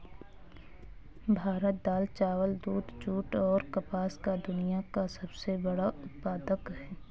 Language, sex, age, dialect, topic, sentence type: Hindi, female, 18-24, Marwari Dhudhari, agriculture, statement